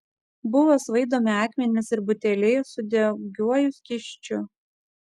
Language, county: Lithuanian, Kaunas